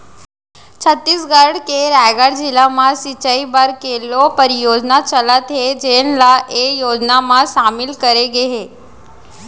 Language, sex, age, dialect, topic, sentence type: Chhattisgarhi, female, 25-30, Central, agriculture, statement